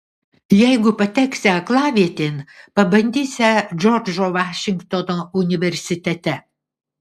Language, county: Lithuanian, Vilnius